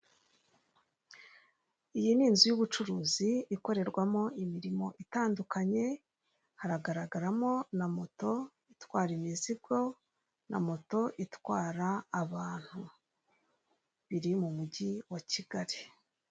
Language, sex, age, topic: Kinyarwanda, female, 36-49, government